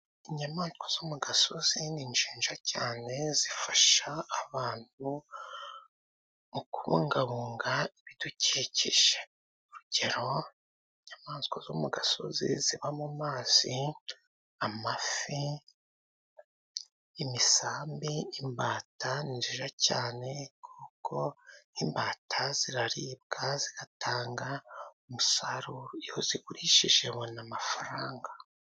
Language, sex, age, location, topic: Kinyarwanda, male, 25-35, Musanze, agriculture